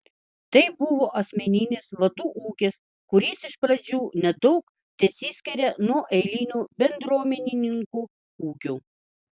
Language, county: Lithuanian, Vilnius